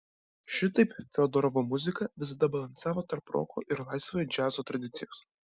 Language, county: Lithuanian, Kaunas